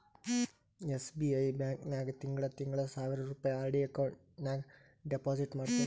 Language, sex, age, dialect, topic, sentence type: Kannada, male, 31-35, Northeastern, banking, statement